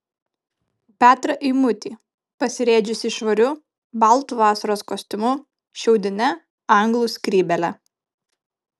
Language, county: Lithuanian, Kaunas